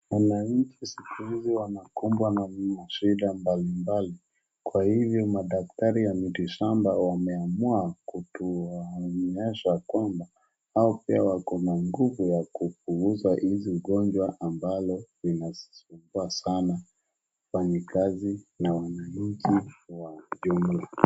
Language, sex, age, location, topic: Swahili, male, 36-49, Wajir, health